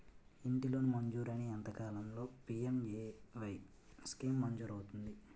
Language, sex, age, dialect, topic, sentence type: Telugu, male, 18-24, Utterandhra, banking, question